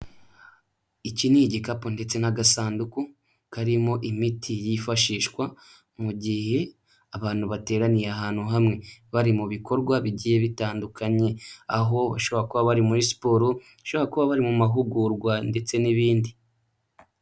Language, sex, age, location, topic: Kinyarwanda, male, 25-35, Huye, health